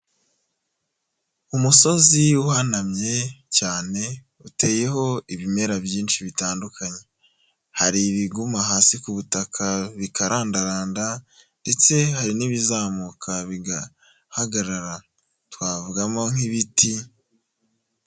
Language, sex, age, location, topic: Kinyarwanda, male, 25-35, Huye, health